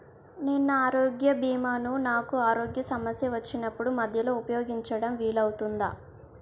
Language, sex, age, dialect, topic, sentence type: Telugu, female, 18-24, Utterandhra, banking, question